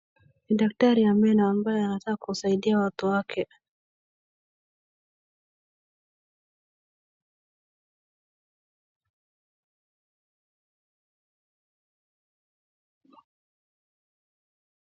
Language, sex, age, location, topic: Swahili, female, 25-35, Wajir, health